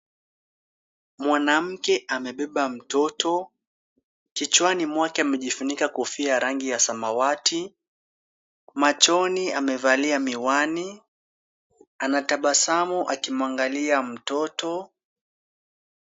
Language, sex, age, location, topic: Swahili, male, 18-24, Kisumu, health